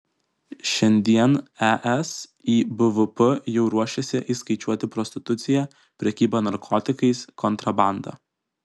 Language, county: Lithuanian, Kaunas